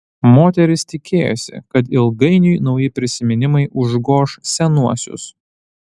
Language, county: Lithuanian, Panevėžys